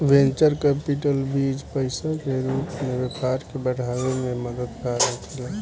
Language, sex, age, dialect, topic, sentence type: Bhojpuri, male, 18-24, Southern / Standard, banking, statement